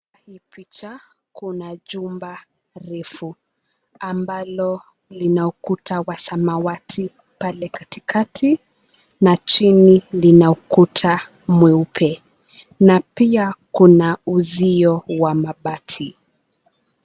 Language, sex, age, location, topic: Swahili, female, 25-35, Nairobi, finance